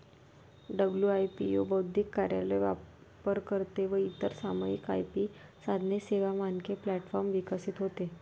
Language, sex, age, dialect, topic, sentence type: Marathi, female, 18-24, Varhadi, banking, statement